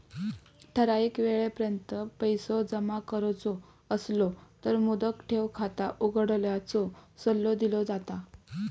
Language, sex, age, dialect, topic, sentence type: Marathi, female, 18-24, Southern Konkan, banking, statement